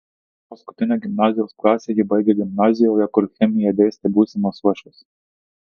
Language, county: Lithuanian, Tauragė